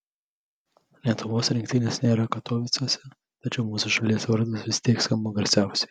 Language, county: Lithuanian, Vilnius